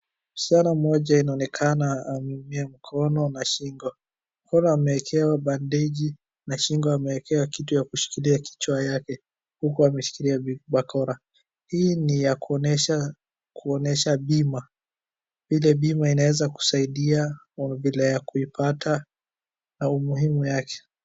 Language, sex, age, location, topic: Swahili, female, 36-49, Wajir, finance